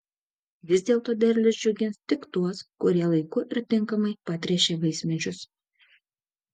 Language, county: Lithuanian, Šiauliai